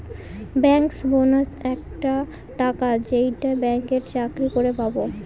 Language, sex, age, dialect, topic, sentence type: Bengali, female, 18-24, Northern/Varendri, banking, statement